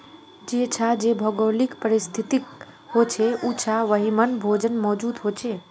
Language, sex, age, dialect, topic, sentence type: Magahi, female, 36-40, Northeastern/Surjapuri, agriculture, statement